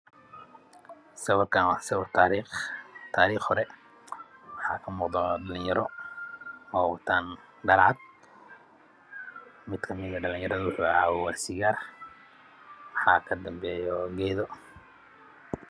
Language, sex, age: Somali, male, 25-35